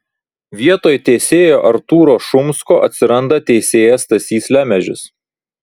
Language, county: Lithuanian, Vilnius